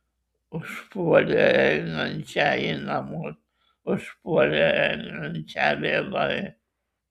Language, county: Lithuanian, Kaunas